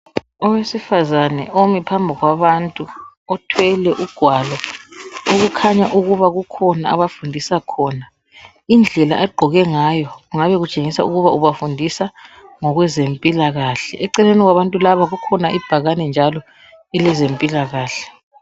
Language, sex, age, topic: North Ndebele, female, 36-49, health